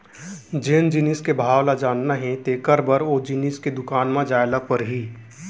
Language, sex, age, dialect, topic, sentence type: Chhattisgarhi, male, 18-24, Central, banking, statement